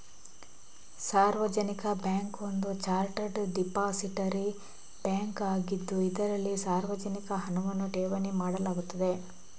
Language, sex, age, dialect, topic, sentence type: Kannada, female, 41-45, Coastal/Dakshin, banking, statement